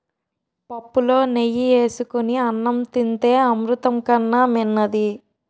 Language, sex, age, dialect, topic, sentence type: Telugu, female, 18-24, Utterandhra, agriculture, statement